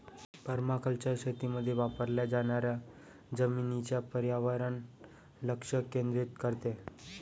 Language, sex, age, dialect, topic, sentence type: Marathi, male, 18-24, Varhadi, agriculture, statement